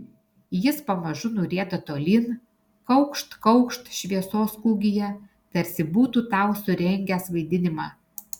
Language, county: Lithuanian, Alytus